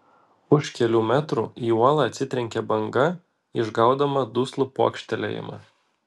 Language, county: Lithuanian, Vilnius